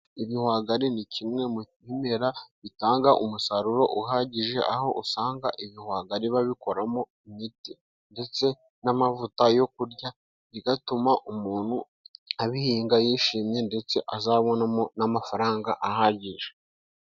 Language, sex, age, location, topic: Kinyarwanda, male, 25-35, Musanze, agriculture